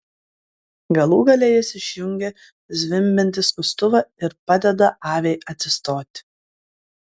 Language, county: Lithuanian, Klaipėda